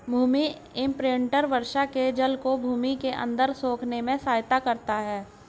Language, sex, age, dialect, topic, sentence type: Hindi, female, 46-50, Hindustani Malvi Khadi Boli, agriculture, statement